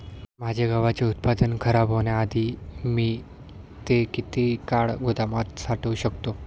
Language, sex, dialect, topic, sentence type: Marathi, male, Standard Marathi, agriculture, question